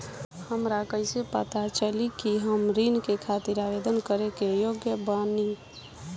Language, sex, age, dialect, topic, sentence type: Bhojpuri, female, 18-24, Southern / Standard, banking, statement